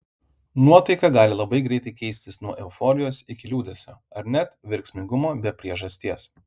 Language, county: Lithuanian, Vilnius